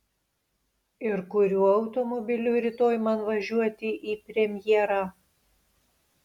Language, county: Lithuanian, Panevėžys